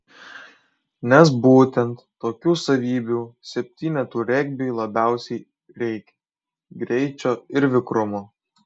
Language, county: Lithuanian, Kaunas